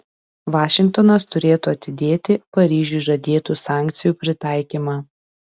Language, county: Lithuanian, Šiauliai